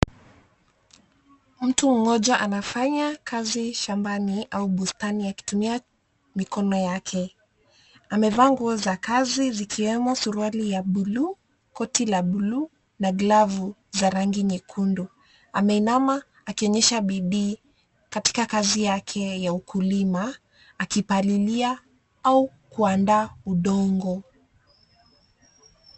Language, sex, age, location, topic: Swahili, female, 25-35, Nairobi, health